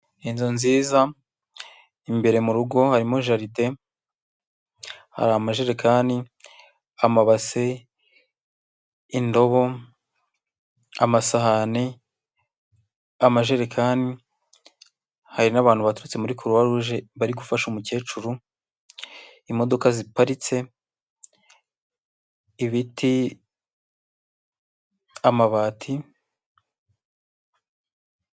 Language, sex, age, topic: Kinyarwanda, male, 25-35, health